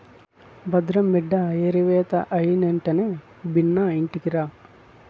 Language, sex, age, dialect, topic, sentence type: Telugu, male, 25-30, Southern, agriculture, statement